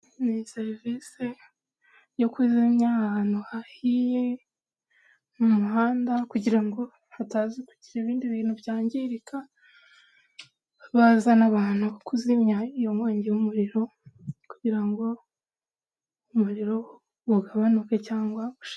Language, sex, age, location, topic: Kinyarwanda, female, 25-35, Huye, government